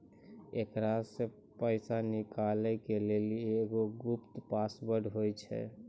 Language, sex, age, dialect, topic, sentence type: Maithili, male, 25-30, Angika, banking, statement